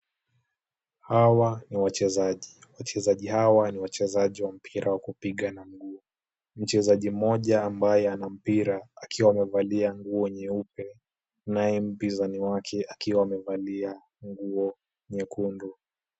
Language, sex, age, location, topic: Swahili, male, 18-24, Kisumu, government